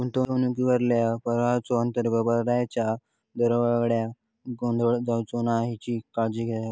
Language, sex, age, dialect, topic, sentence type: Marathi, male, 18-24, Southern Konkan, banking, statement